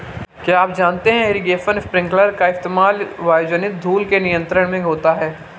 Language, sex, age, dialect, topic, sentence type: Hindi, male, 18-24, Marwari Dhudhari, agriculture, statement